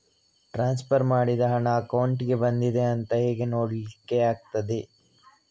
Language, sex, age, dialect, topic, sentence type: Kannada, male, 36-40, Coastal/Dakshin, banking, question